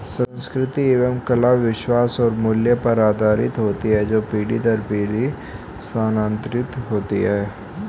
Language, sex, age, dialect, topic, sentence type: Hindi, male, 18-24, Hindustani Malvi Khadi Boli, banking, statement